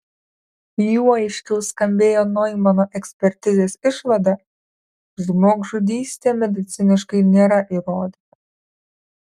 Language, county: Lithuanian, Kaunas